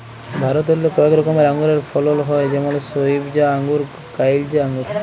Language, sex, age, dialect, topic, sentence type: Bengali, male, 51-55, Jharkhandi, agriculture, statement